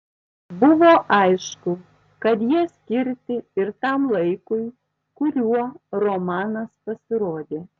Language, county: Lithuanian, Tauragė